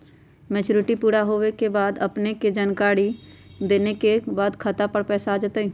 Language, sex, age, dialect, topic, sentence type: Magahi, female, 18-24, Western, banking, question